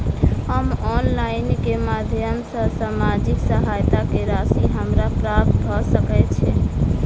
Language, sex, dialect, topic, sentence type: Maithili, female, Southern/Standard, banking, question